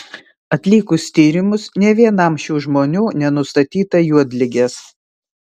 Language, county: Lithuanian, Vilnius